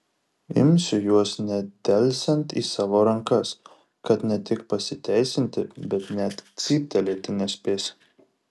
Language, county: Lithuanian, Šiauliai